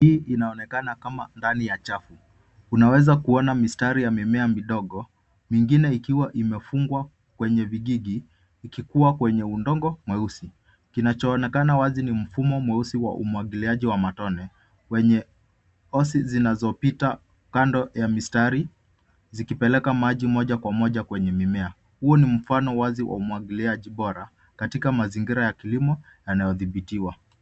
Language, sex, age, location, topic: Swahili, male, 25-35, Nairobi, agriculture